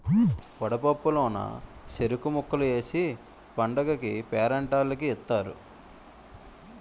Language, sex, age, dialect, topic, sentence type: Telugu, male, 25-30, Utterandhra, agriculture, statement